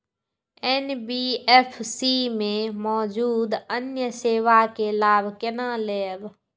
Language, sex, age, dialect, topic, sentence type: Maithili, female, 46-50, Eastern / Thethi, banking, question